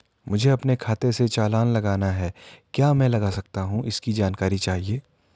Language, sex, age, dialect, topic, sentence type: Hindi, male, 41-45, Garhwali, banking, question